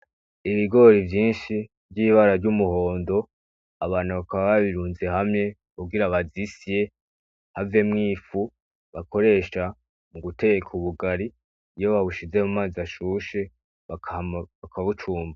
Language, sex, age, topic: Rundi, male, 18-24, agriculture